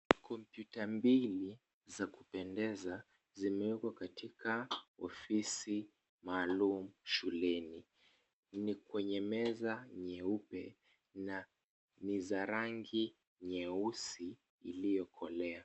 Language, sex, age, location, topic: Swahili, male, 25-35, Kisumu, education